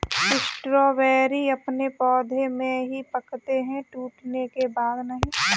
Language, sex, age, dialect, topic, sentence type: Hindi, female, 25-30, Kanauji Braj Bhasha, agriculture, statement